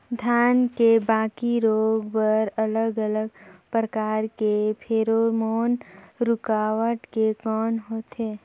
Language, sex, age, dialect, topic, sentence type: Chhattisgarhi, female, 56-60, Northern/Bhandar, agriculture, question